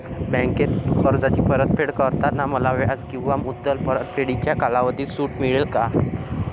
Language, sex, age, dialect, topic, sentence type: Marathi, male, 25-30, Northern Konkan, banking, question